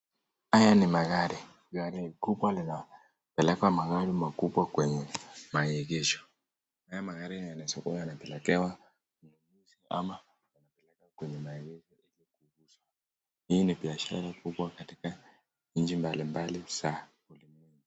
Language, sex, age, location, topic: Swahili, male, 18-24, Nakuru, finance